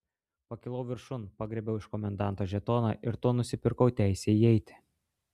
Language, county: Lithuanian, Klaipėda